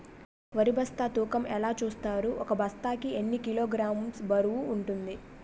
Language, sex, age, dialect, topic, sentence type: Telugu, female, 18-24, Utterandhra, agriculture, question